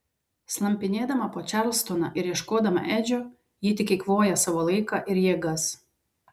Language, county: Lithuanian, Vilnius